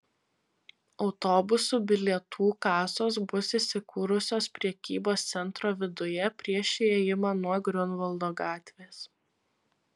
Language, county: Lithuanian, Vilnius